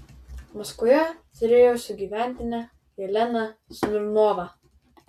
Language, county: Lithuanian, Vilnius